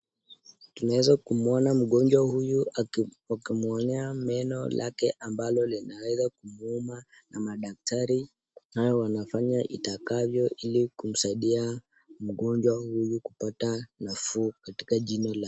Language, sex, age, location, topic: Swahili, male, 25-35, Nakuru, health